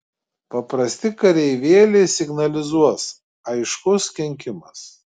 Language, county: Lithuanian, Klaipėda